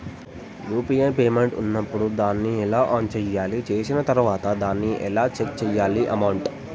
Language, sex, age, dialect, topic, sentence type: Telugu, male, 18-24, Telangana, banking, question